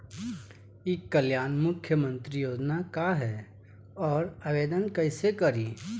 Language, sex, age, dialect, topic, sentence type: Bhojpuri, male, 18-24, Southern / Standard, banking, question